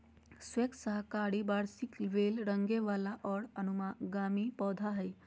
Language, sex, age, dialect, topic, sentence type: Magahi, female, 31-35, Southern, agriculture, statement